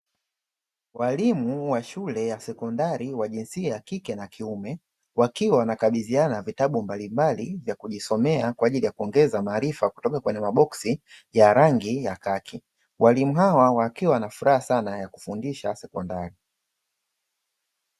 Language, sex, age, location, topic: Swahili, male, 25-35, Dar es Salaam, education